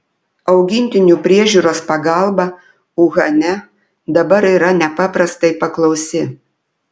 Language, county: Lithuanian, Telšiai